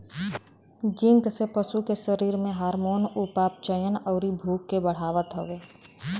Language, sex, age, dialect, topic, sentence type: Bhojpuri, female, 36-40, Western, agriculture, statement